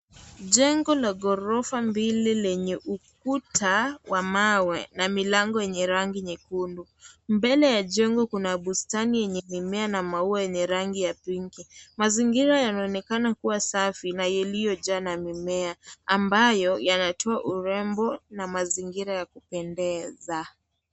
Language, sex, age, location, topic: Swahili, female, 25-35, Kisii, education